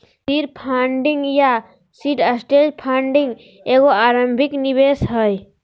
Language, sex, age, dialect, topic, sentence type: Magahi, female, 46-50, Southern, banking, statement